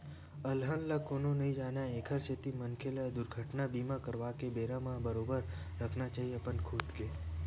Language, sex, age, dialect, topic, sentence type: Chhattisgarhi, male, 18-24, Western/Budati/Khatahi, banking, statement